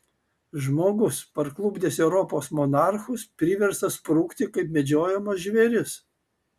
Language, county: Lithuanian, Kaunas